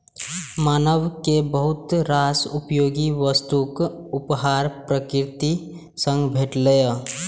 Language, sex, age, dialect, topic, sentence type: Maithili, male, 18-24, Eastern / Thethi, agriculture, statement